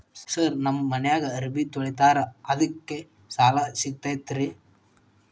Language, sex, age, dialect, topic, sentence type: Kannada, male, 18-24, Dharwad Kannada, banking, question